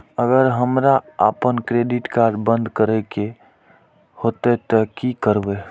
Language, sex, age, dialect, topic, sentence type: Maithili, male, 41-45, Eastern / Thethi, banking, question